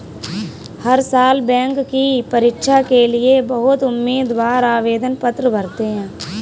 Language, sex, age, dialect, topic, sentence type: Hindi, female, 18-24, Kanauji Braj Bhasha, banking, statement